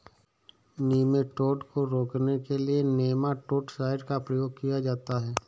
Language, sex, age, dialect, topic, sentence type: Hindi, male, 18-24, Awadhi Bundeli, agriculture, statement